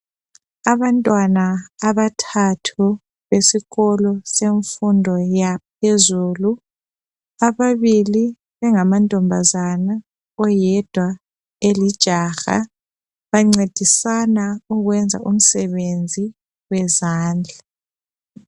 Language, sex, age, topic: North Ndebele, female, 25-35, education